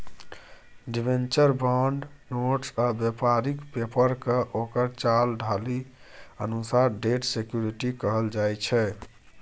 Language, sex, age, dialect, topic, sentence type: Maithili, male, 25-30, Bajjika, banking, statement